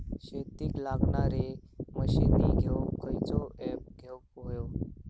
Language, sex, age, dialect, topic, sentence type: Marathi, male, 18-24, Southern Konkan, agriculture, question